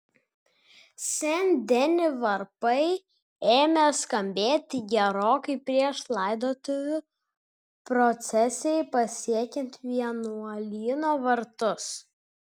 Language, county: Lithuanian, Kaunas